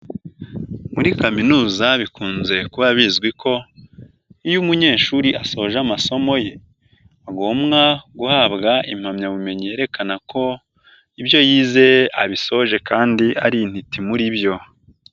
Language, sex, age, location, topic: Kinyarwanda, male, 18-24, Nyagatare, education